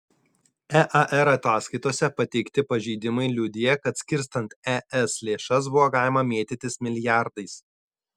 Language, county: Lithuanian, Šiauliai